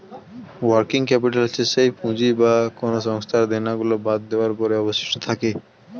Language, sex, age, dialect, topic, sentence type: Bengali, male, 18-24, Standard Colloquial, banking, statement